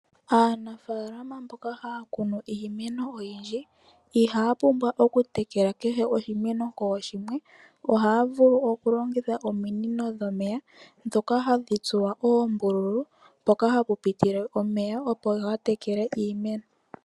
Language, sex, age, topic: Oshiwambo, female, 25-35, agriculture